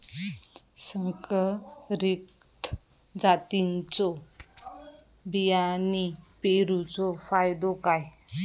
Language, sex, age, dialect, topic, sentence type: Marathi, male, 31-35, Southern Konkan, agriculture, question